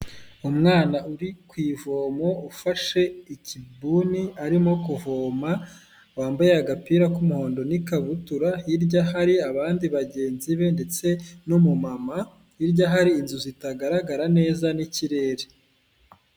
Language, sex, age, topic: Kinyarwanda, female, 18-24, health